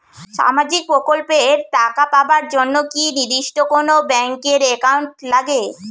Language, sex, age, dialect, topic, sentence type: Bengali, female, 25-30, Rajbangshi, banking, question